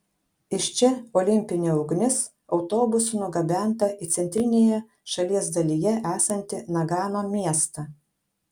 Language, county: Lithuanian, Kaunas